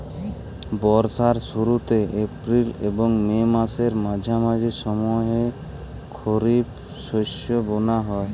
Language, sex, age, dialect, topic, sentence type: Bengali, male, 46-50, Jharkhandi, agriculture, statement